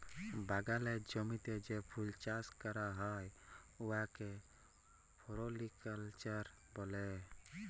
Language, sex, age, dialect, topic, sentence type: Bengali, male, 18-24, Jharkhandi, agriculture, statement